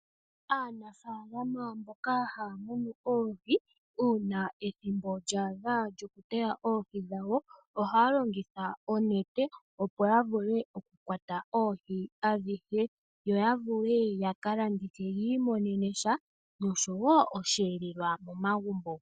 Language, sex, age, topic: Oshiwambo, female, 18-24, agriculture